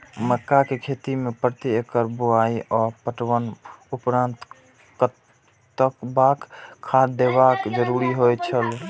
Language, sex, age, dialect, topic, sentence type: Maithili, male, 18-24, Eastern / Thethi, agriculture, question